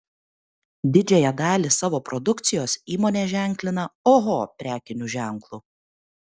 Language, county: Lithuanian, Kaunas